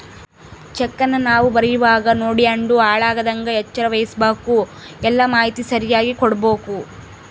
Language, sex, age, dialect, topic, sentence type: Kannada, female, 18-24, Central, banking, statement